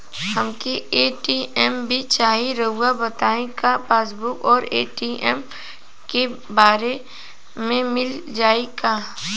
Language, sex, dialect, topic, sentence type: Bhojpuri, female, Western, banking, question